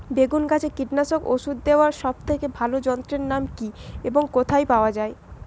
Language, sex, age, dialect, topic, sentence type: Bengali, male, 18-24, Western, agriculture, question